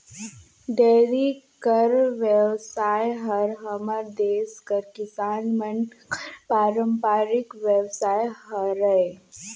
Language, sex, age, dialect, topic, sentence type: Chhattisgarhi, female, 18-24, Northern/Bhandar, agriculture, statement